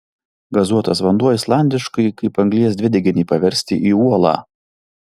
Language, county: Lithuanian, Vilnius